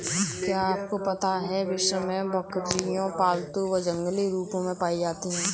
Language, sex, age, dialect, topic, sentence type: Hindi, female, 18-24, Kanauji Braj Bhasha, agriculture, statement